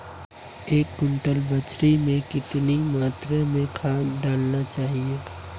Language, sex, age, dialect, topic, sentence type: Hindi, male, 18-24, Marwari Dhudhari, agriculture, question